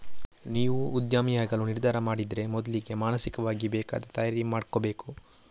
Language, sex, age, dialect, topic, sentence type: Kannada, male, 46-50, Coastal/Dakshin, banking, statement